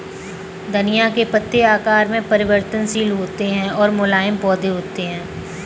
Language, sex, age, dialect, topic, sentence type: Hindi, female, 18-24, Kanauji Braj Bhasha, agriculture, statement